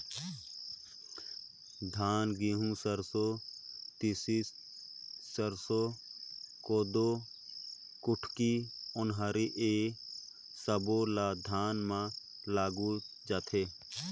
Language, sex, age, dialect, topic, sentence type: Chhattisgarhi, male, 25-30, Northern/Bhandar, agriculture, statement